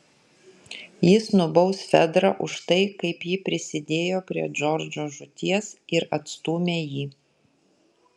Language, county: Lithuanian, Kaunas